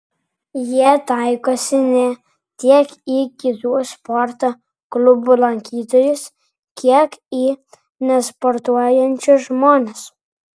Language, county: Lithuanian, Vilnius